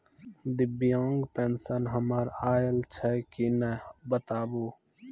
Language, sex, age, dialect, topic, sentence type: Maithili, male, 25-30, Angika, banking, question